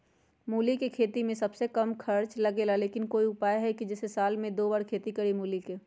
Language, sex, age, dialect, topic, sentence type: Magahi, female, 56-60, Western, agriculture, question